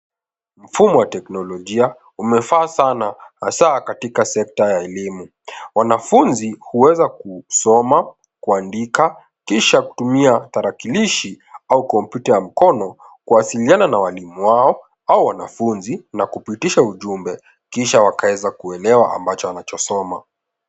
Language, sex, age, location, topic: Swahili, male, 18-24, Nairobi, education